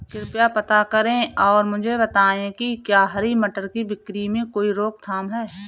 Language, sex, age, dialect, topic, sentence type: Hindi, female, 25-30, Awadhi Bundeli, agriculture, question